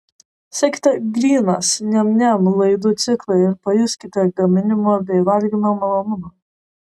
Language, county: Lithuanian, Vilnius